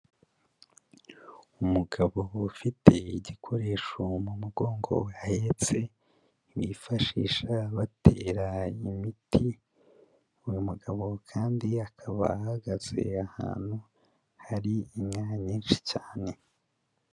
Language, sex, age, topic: Kinyarwanda, male, 25-35, agriculture